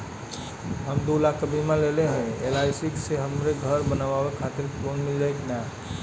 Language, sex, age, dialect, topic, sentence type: Bhojpuri, male, 31-35, Western, banking, question